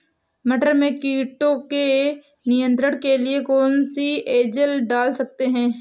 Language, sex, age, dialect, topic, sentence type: Hindi, female, 18-24, Awadhi Bundeli, agriculture, question